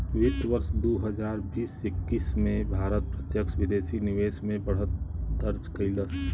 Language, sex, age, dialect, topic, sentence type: Bhojpuri, male, 36-40, Western, banking, statement